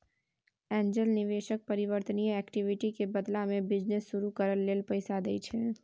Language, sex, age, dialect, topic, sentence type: Maithili, female, 18-24, Bajjika, banking, statement